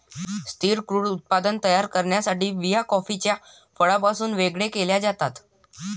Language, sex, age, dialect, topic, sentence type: Marathi, male, 18-24, Varhadi, agriculture, statement